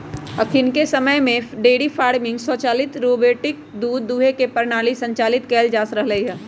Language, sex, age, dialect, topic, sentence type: Magahi, female, 25-30, Western, agriculture, statement